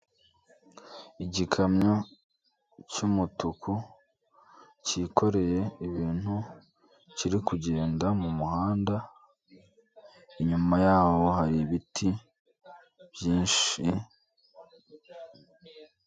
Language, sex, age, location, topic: Kinyarwanda, male, 18-24, Kigali, government